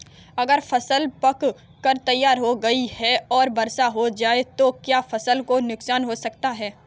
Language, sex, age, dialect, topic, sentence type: Hindi, female, 18-24, Kanauji Braj Bhasha, agriculture, question